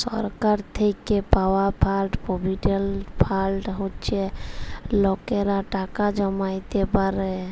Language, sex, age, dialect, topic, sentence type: Bengali, female, 18-24, Jharkhandi, banking, statement